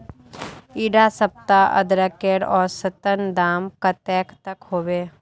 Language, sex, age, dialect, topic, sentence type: Magahi, female, 41-45, Northeastern/Surjapuri, agriculture, question